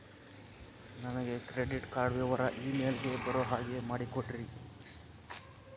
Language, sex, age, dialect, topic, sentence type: Kannada, male, 51-55, Central, banking, question